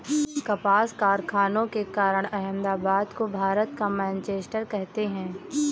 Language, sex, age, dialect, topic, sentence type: Hindi, female, 18-24, Kanauji Braj Bhasha, agriculture, statement